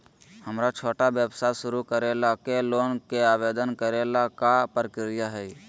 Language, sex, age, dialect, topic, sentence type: Magahi, male, 18-24, Southern, banking, question